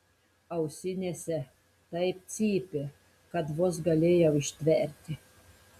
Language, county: Lithuanian, Telšiai